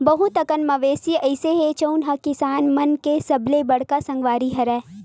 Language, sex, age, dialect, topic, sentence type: Chhattisgarhi, female, 18-24, Western/Budati/Khatahi, agriculture, statement